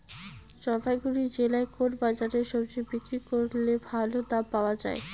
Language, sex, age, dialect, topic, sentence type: Bengali, female, 25-30, Rajbangshi, agriculture, question